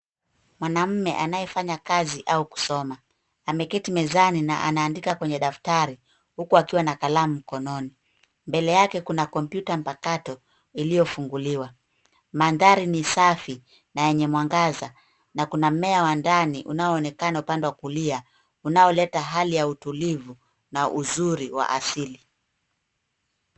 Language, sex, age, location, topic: Swahili, female, 18-24, Nairobi, education